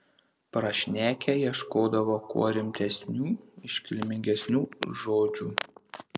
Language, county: Lithuanian, Panevėžys